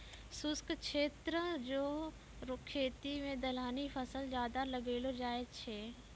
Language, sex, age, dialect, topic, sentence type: Maithili, female, 25-30, Angika, agriculture, statement